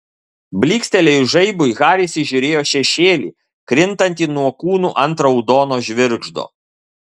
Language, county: Lithuanian, Kaunas